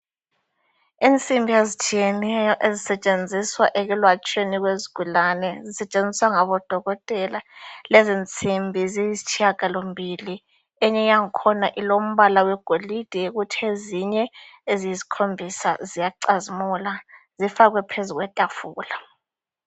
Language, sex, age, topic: North Ndebele, female, 25-35, health